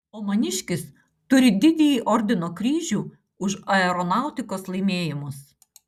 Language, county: Lithuanian, Utena